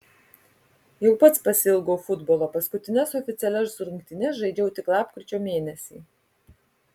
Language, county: Lithuanian, Kaunas